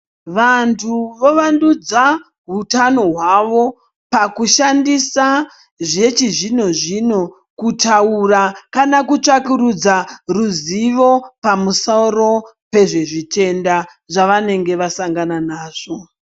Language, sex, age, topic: Ndau, male, 25-35, health